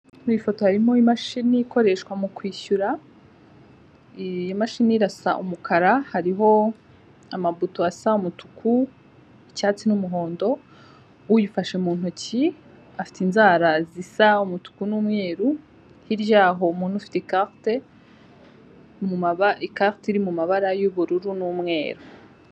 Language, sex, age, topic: Kinyarwanda, female, 25-35, finance